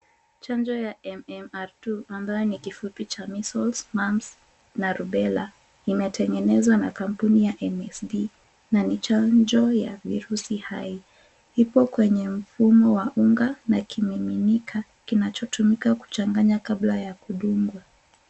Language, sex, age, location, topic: Swahili, female, 18-24, Kisumu, health